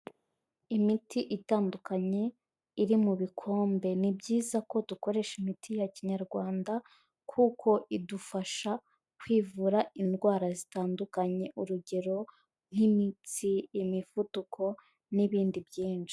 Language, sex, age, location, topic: Kinyarwanda, female, 18-24, Kigali, health